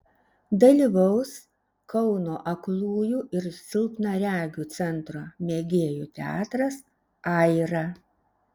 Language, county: Lithuanian, Šiauliai